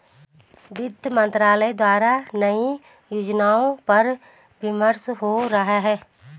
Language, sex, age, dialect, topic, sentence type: Hindi, female, 31-35, Garhwali, banking, statement